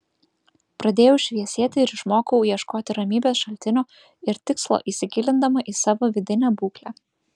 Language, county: Lithuanian, Vilnius